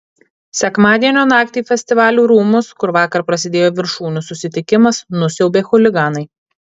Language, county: Lithuanian, Kaunas